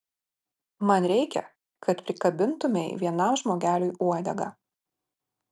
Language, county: Lithuanian, Marijampolė